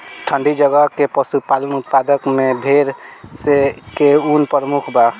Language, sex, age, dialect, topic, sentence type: Bhojpuri, male, <18, Northern, agriculture, statement